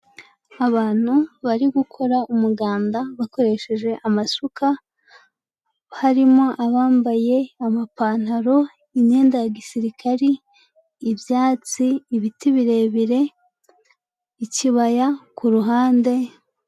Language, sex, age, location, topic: Kinyarwanda, female, 25-35, Huye, agriculture